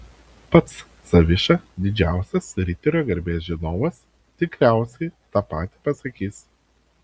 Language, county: Lithuanian, Vilnius